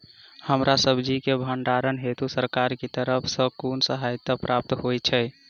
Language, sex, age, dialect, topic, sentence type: Maithili, female, 25-30, Southern/Standard, agriculture, question